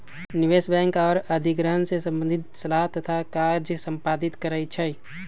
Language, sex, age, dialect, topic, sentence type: Magahi, male, 18-24, Western, banking, statement